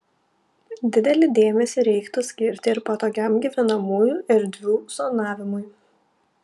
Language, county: Lithuanian, Panevėžys